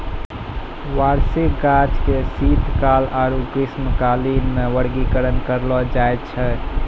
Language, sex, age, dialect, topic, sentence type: Maithili, male, 18-24, Angika, agriculture, statement